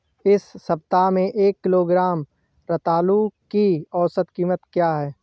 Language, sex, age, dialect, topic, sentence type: Hindi, male, 25-30, Awadhi Bundeli, agriculture, question